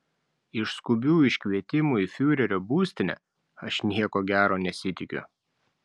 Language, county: Lithuanian, Klaipėda